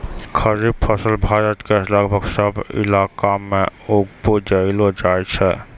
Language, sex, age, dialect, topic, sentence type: Maithili, male, 60-100, Angika, agriculture, statement